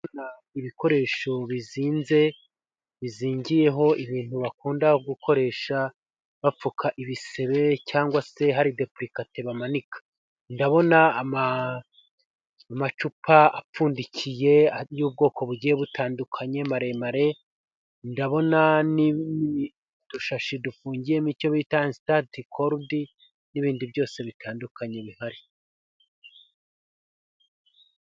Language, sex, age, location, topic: Kinyarwanda, male, 25-35, Huye, health